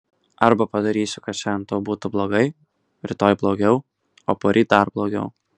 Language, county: Lithuanian, Kaunas